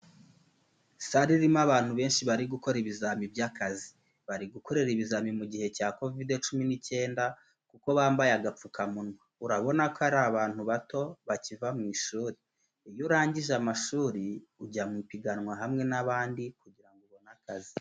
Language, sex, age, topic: Kinyarwanda, male, 25-35, education